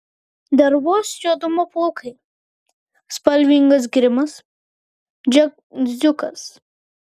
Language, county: Lithuanian, Vilnius